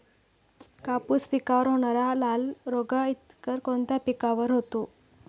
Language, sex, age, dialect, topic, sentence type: Marathi, female, 41-45, Standard Marathi, agriculture, question